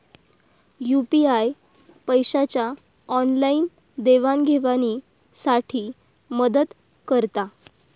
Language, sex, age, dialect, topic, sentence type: Marathi, female, 18-24, Southern Konkan, banking, statement